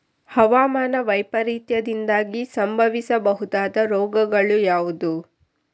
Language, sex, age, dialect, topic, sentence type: Kannada, female, 25-30, Coastal/Dakshin, agriculture, question